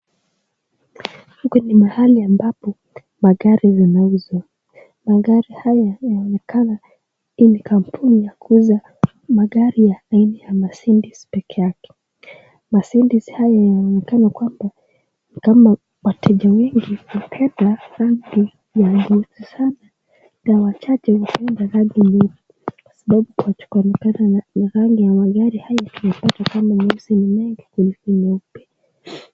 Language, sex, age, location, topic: Swahili, female, 18-24, Nakuru, finance